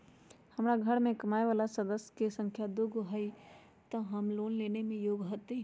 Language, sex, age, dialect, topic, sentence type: Magahi, female, 46-50, Western, banking, question